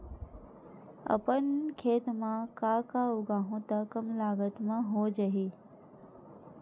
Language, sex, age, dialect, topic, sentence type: Chhattisgarhi, female, 31-35, Western/Budati/Khatahi, agriculture, question